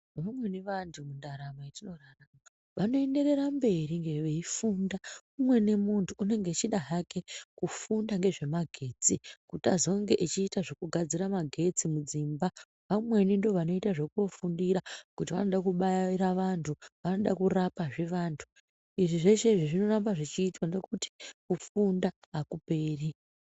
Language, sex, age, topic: Ndau, female, 25-35, education